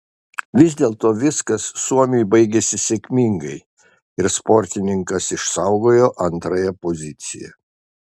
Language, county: Lithuanian, Šiauliai